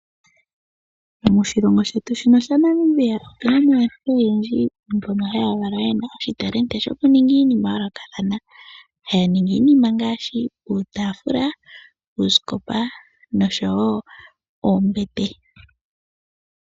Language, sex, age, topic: Oshiwambo, female, 18-24, finance